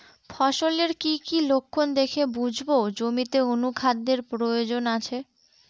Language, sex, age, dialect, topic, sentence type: Bengali, female, 18-24, Northern/Varendri, agriculture, question